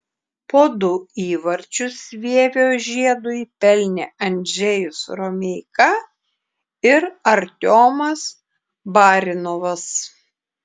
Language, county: Lithuanian, Klaipėda